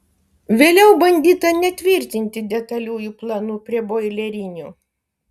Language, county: Lithuanian, Kaunas